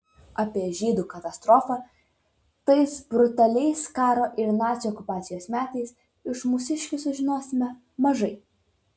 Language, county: Lithuanian, Vilnius